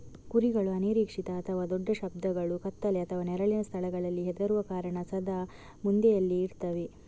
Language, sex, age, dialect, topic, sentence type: Kannada, female, 51-55, Coastal/Dakshin, agriculture, statement